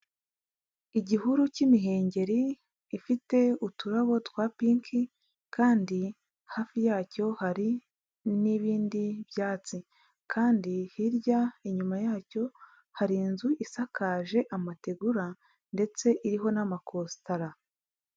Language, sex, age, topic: Kinyarwanda, male, 25-35, agriculture